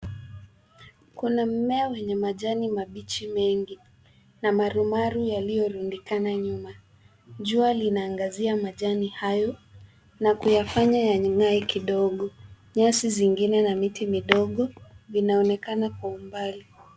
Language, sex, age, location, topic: Swahili, female, 18-24, Nairobi, health